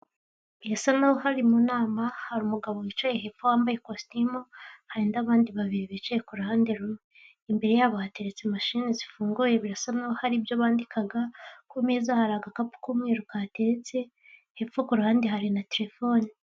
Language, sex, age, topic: Kinyarwanda, female, 18-24, government